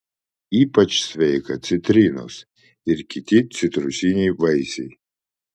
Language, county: Lithuanian, Vilnius